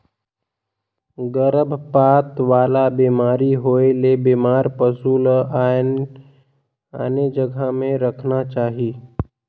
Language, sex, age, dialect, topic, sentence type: Chhattisgarhi, male, 18-24, Northern/Bhandar, agriculture, statement